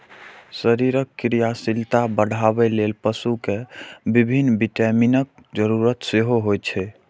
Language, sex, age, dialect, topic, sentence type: Maithili, male, 18-24, Eastern / Thethi, agriculture, statement